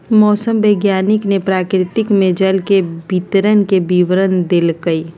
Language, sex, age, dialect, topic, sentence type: Magahi, female, 41-45, Western, agriculture, statement